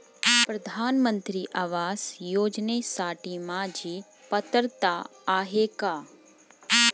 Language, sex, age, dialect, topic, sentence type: Marathi, female, 25-30, Standard Marathi, banking, question